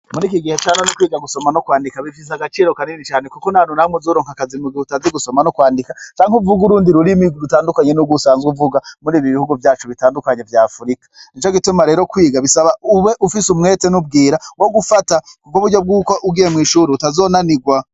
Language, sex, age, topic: Rundi, male, 36-49, education